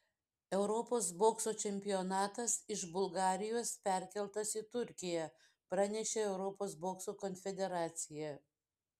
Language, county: Lithuanian, Šiauliai